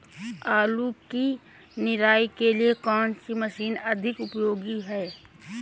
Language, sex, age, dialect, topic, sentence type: Hindi, female, 25-30, Awadhi Bundeli, agriculture, question